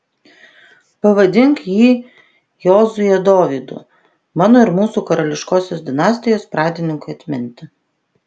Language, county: Lithuanian, Vilnius